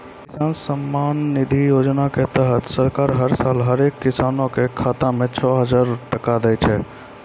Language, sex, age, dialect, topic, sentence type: Maithili, male, 25-30, Angika, agriculture, statement